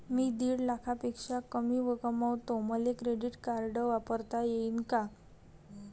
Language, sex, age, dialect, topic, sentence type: Marathi, female, 18-24, Varhadi, banking, question